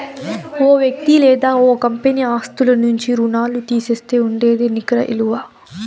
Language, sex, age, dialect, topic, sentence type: Telugu, female, 18-24, Southern, banking, statement